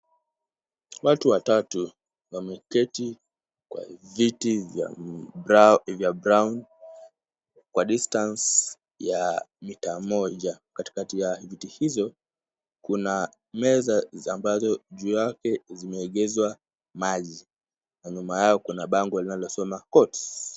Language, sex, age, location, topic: Swahili, male, 18-24, Kisumu, government